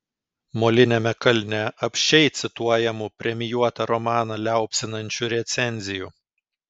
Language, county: Lithuanian, Kaunas